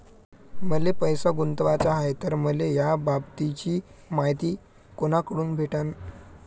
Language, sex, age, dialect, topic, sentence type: Marathi, male, 18-24, Varhadi, banking, question